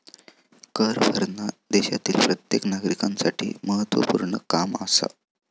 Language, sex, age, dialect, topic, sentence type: Marathi, male, 18-24, Southern Konkan, banking, statement